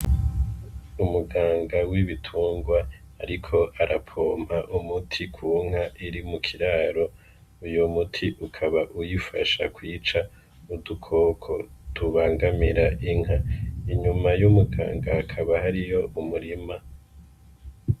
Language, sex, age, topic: Rundi, male, 25-35, agriculture